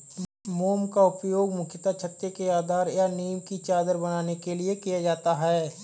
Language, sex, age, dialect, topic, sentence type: Hindi, male, 25-30, Marwari Dhudhari, agriculture, statement